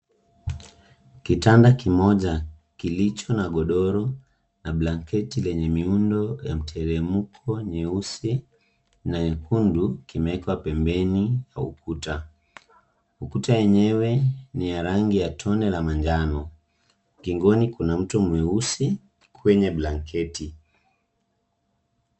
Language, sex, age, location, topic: Swahili, male, 18-24, Nairobi, education